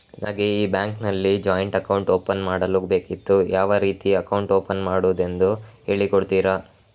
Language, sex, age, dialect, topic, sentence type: Kannada, male, 25-30, Coastal/Dakshin, banking, question